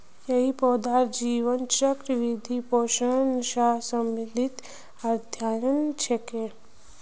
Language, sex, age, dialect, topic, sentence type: Magahi, female, 18-24, Northeastern/Surjapuri, agriculture, statement